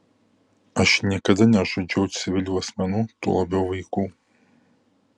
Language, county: Lithuanian, Kaunas